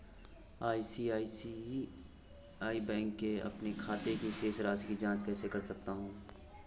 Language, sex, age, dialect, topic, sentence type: Hindi, male, 18-24, Awadhi Bundeli, banking, question